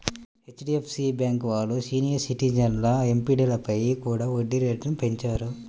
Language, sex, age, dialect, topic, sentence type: Telugu, male, 31-35, Central/Coastal, banking, statement